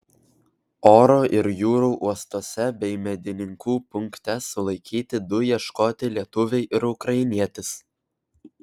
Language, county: Lithuanian, Vilnius